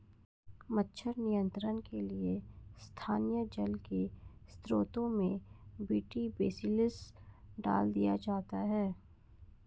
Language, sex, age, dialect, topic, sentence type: Hindi, female, 56-60, Marwari Dhudhari, agriculture, statement